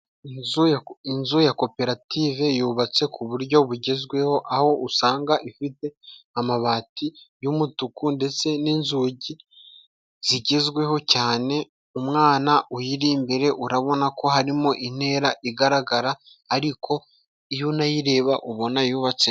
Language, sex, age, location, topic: Kinyarwanda, male, 25-35, Musanze, government